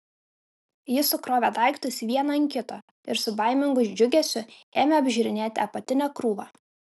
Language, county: Lithuanian, Kaunas